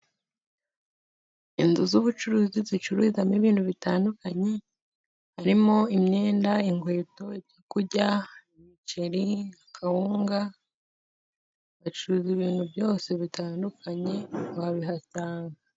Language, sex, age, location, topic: Kinyarwanda, female, 18-24, Musanze, finance